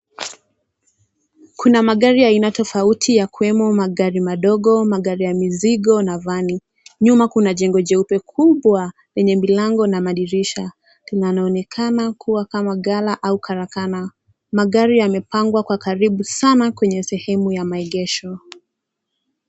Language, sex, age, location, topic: Swahili, female, 18-24, Nakuru, finance